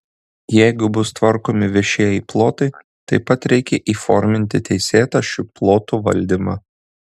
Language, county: Lithuanian, Kaunas